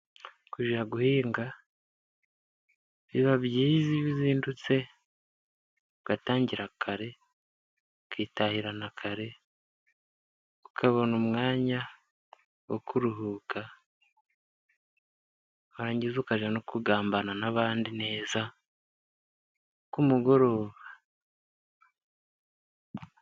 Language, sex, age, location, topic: Kinyarwanda, male, 25-35, Musanze, agriculture